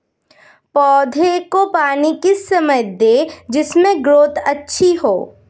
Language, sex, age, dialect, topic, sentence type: Hindi, female, 25-30, Hindustani Malvi Khadi Boli, agriculture, question